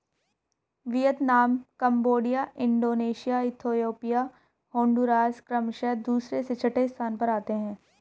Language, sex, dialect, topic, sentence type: Hindi, female, Hindustani Malvi Khadi Boli, agriculture, statement